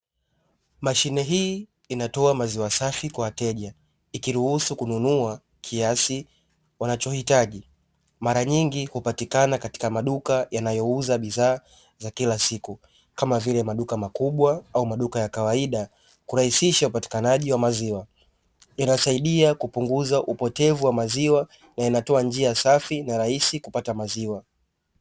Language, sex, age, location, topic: Swahili, male, 18-24, Dar es Salaam, finance